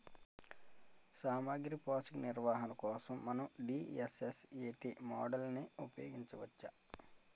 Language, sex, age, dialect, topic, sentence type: Telugu, male, 25-30, Utterandhra, agriculture, question